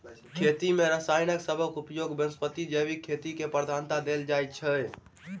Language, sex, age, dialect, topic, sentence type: Maithili, male, 18-24, Southern/Standard, agriculture, statement